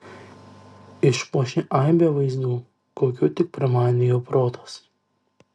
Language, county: Lithuanian, Kaunas